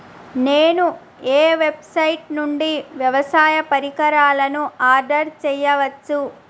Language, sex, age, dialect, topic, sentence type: Telugu, female, 31-35, Telangana, agriculture, question